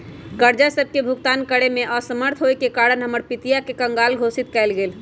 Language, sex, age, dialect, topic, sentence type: Magahi, female, 25-30, Western, banking, statement